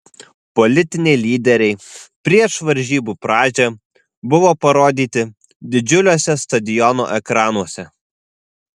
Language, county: Lithuanian, Vilnius